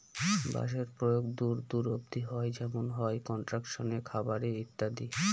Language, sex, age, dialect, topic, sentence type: Bengali, male, 25-30, Northern/Varendri, agriculture, statement